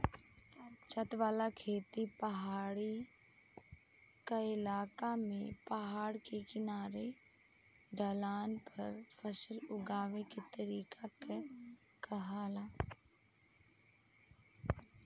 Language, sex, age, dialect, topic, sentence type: Bhojpuri, female, 25-30, Southern / Standard, agriculture, statement